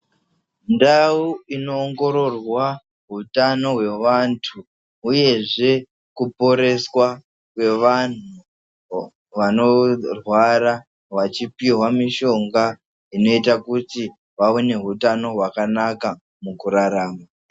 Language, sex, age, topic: Ndau, male, 25-35, health